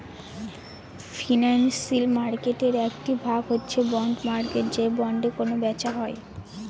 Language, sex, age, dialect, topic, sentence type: Bengali, female, 18-24, Northern/Varendri, banking, statement